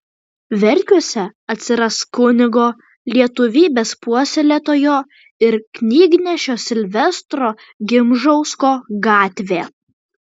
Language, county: Lithuanian, Kaunas